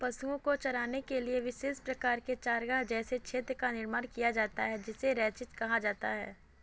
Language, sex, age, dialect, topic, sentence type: Hindi, female, 25-30, Kanauji Braj Bhasha, agriculture, statement